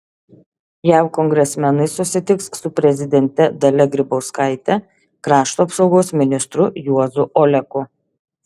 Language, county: Lithuanian, Šiauliai